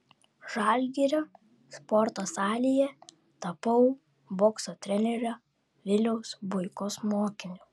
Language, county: Lithuanian, Vilnius